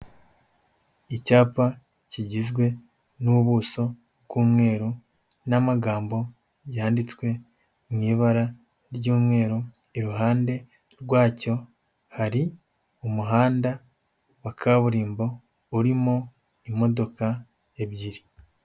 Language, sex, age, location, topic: Kinyarwanda, male, 18-24, Huye, government